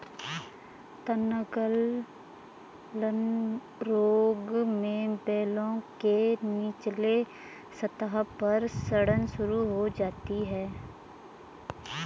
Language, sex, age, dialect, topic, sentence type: Hindi, female, 25-30, Garhwali, agriculture, statement